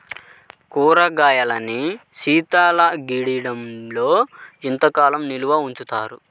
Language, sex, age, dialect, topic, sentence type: Telugu, male, 31-35, Central/Coastal, agriculture, question